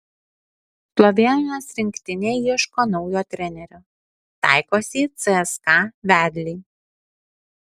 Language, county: Lithuanian, Alytus